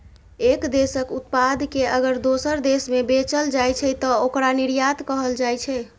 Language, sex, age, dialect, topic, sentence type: Maithili, female, 25-30, Eastern / Thethi, banking, statement